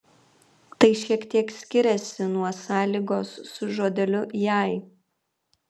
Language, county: Lithuanian, Kaunas